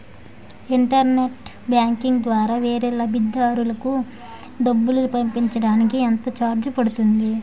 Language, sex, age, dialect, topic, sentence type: Telugu, female, 18-24, Utterandhra, banking, question